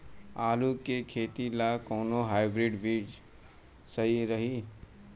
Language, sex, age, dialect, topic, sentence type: Bhojpuri, male, 18-24, Southern / Standard, agriculture, question